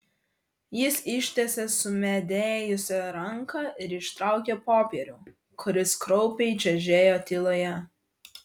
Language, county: Lithuanian, Vilnius